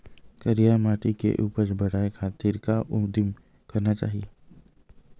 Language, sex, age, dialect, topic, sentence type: Chhattisgarhi, male, 18-24, Western/Budati/Khatahi, agriculture, question